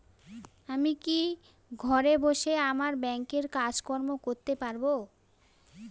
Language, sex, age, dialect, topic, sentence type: Bengali, female, 31-35, Northern/Varendri, banking, question